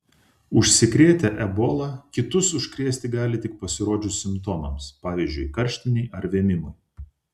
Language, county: Lithuanian, Vilnius